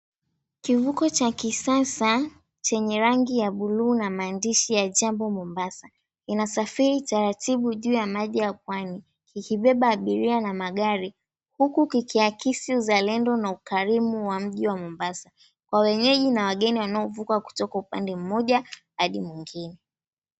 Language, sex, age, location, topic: Swahili, female, 18-24, Mombasa, government